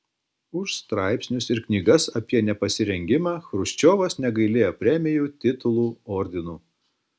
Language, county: Lithuanian, Klaipėda